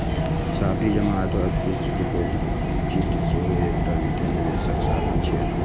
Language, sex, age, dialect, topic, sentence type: Maithili, male, 56-60, Eastern / Thethi, banking, statement